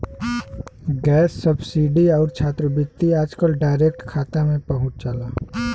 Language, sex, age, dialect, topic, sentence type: Bhojpuri, male, 18-24, Western, banking, statement